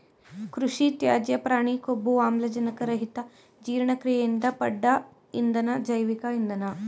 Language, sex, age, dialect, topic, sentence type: Kannada, female, 18-24, Mysore Kannada, agriculture, statement